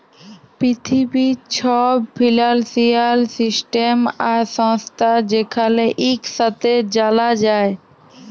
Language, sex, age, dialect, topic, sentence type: Bengali, female, 18-24, Jharkhandi, banking, statement